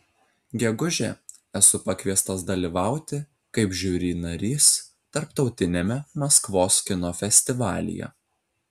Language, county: Lithuanian, Telšiai